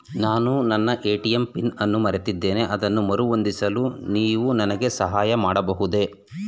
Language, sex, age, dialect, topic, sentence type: Kannada, male, 36-40, Mysore Kannada, banking, question